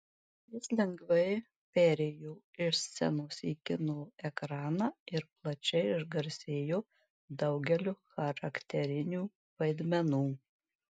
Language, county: Lithuanian, Marijampolė